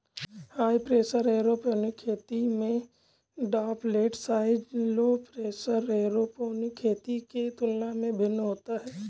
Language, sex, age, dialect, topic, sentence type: Hindi, male, 18-24, Awadhi Bundeli, agriculture, statement